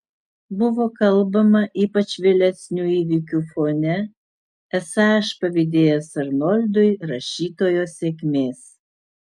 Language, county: Lithuanian, Utena